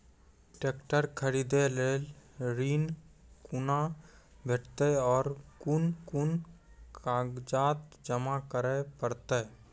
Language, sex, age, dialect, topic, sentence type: Maithili, male, 18-24, Angika, banking, question